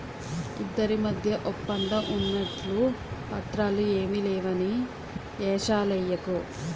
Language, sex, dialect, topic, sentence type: Telugu, female, Utterandhra, banking, statement